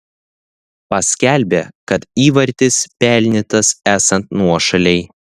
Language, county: Lithuanian, Šiauliai